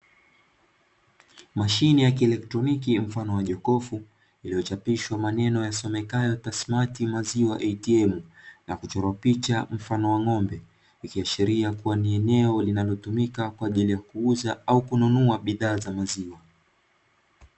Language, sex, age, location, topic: Swahili, male, 18-24, Dar es Salaam, finance